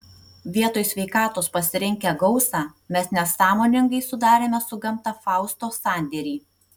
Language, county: Lithuanian, Tauragė